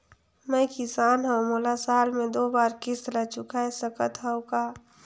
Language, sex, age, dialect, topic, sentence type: Chhattisgarhi, female, 46-50, Northern/Bhandar, banking, question